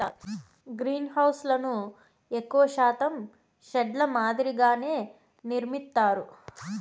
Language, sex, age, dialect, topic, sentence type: Telugu, female, 25-30, Southern, agriculture, statement